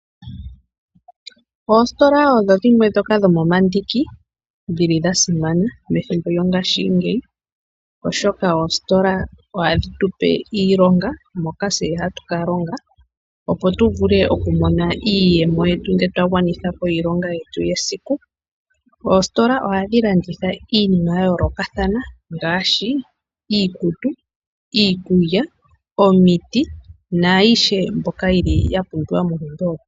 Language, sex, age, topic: Oshiwambo, female, 25-35, finance